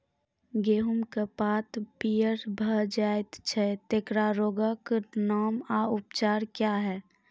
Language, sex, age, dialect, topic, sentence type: Maithili, female, 41-45, Angika, agriculture, question